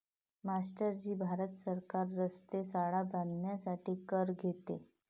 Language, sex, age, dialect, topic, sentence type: Marathi, female, 31-35, Varhadi, banking, statement